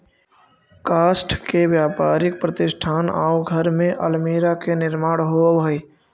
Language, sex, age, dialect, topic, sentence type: Magahi, male, 46-50, Central/Standard, banking, statement